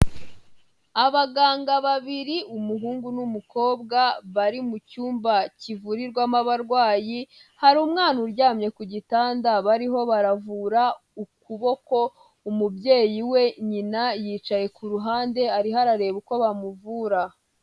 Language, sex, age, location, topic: Kinyarwanda, female, 18-24, Huye, health